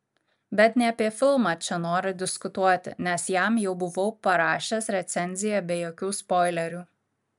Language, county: Lithuanian, Kaunas